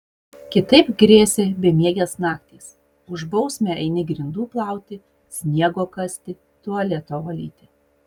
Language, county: Lithuanian, Utena